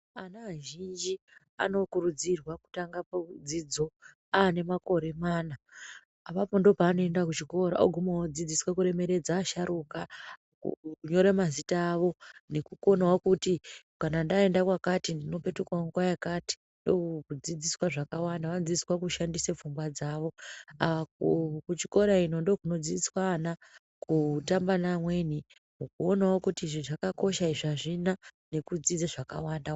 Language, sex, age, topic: Ndau, female, 25-35, education